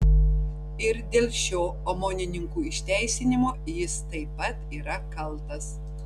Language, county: Lithuanian, Tauragė